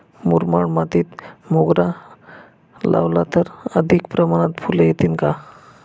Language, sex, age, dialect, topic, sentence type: Marathi, male, 25-30, Northern Konkan, agriculture, question